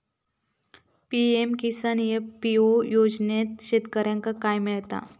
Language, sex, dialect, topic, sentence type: Marathi, female, Southern Konkan, agriculture, question